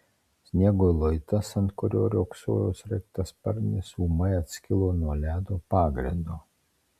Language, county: Lithuanian, Marijampolė